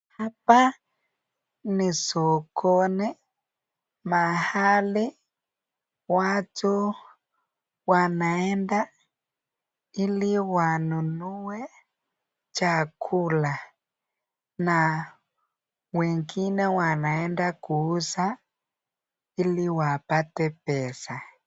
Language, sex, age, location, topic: Swahili, male, 18-24, Nakuru, finance